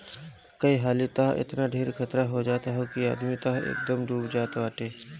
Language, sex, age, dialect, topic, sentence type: Bhojpuri, female, 25-30, Northern, banking, statement